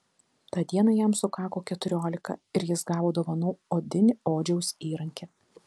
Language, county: Lithuanian, Telšiai